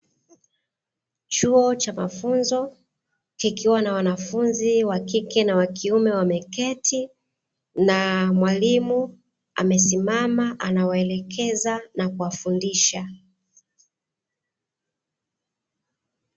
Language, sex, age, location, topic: Swahili, female, 25-35, Dar es Salaam, education